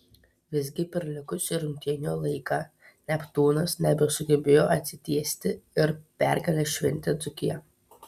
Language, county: Lithuanian, Telšiai